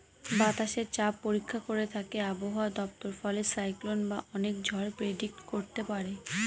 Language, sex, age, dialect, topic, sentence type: Bengali, female, 18-24, Northern/Varendri, agriculture, statement